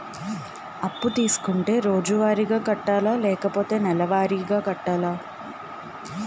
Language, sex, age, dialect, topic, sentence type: Telugu, female, 18-24, Utterandhra, banking, question